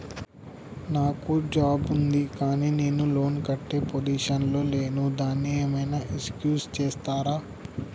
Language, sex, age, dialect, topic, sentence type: Telugu, male, 18-24, Telangana, banking, question